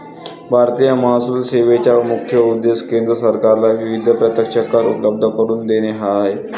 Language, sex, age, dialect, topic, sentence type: Marathi, male, 18-24, Varhadi, banking, statement